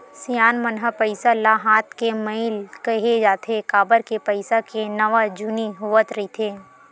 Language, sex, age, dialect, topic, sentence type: Chhattisgarhi, female, 18-24, Western/Budati/Khatahi, banking, statement